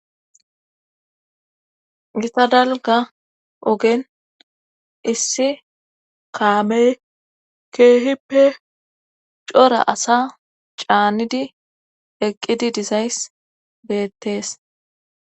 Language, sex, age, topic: Gamo, female, 18-24, government